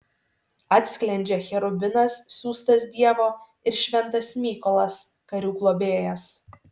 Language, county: Lithuanian, Šiauliai